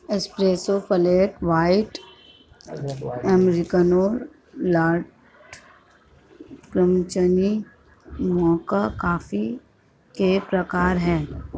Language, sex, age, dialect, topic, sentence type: Hindi, female, 51-55, Marwari Dhudhari, agriculture, statement